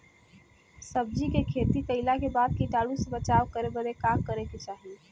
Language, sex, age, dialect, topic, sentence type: Bhojpuri, female, 18-24, Western, agriculture, question